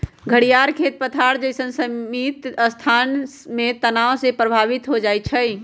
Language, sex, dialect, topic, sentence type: Magahi, male, Western, agriculture, statement